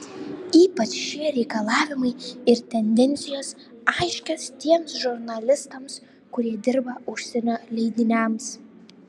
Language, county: Lithuanian, Šiauliai